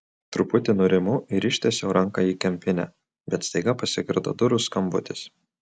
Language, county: Lithuanian, Utena